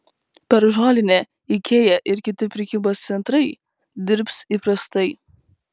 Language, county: Lithuanian, Kaunas